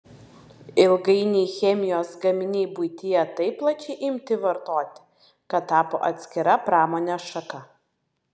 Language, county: Lithuanian, Vilnius